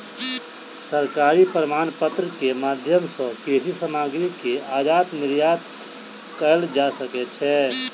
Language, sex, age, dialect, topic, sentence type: Maithili, male, 31-35, Southern/Standard, agriculture, statement